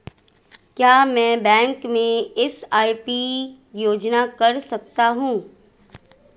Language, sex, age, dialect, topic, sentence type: Hindi, female, 25-30, Marwari Dhudhari, banking, question